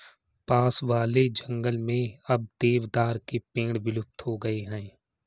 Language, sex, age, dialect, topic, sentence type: Hindi, male, 36-40, Marwari Dhudhari, agriculture, statement